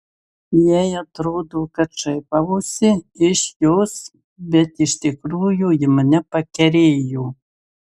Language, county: Lithuanian, Marijampolė